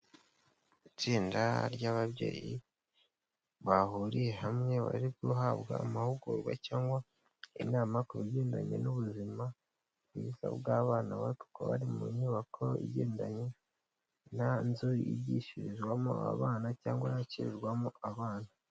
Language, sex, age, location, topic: Kinyarwanda, male, 18-24, Kigali, health